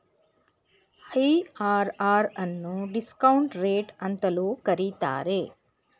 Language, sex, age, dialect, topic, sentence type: Kannada, female, 46-50, Mysore Kannada, banking, statement